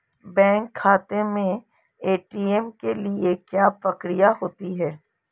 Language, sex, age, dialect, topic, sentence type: Hindi, female, 36-40, Marwari Dhudhari, banking, question